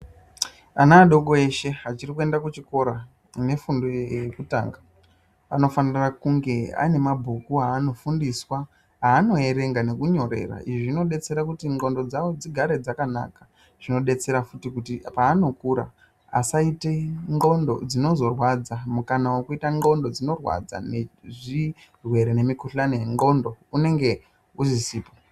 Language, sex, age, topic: Ndau, female, 18-24, health